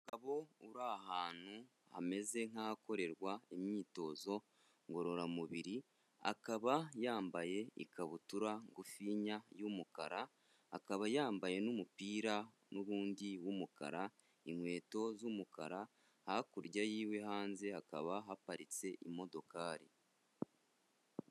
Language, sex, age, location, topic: Kinyarwanda, male, 25-35, Kigali, health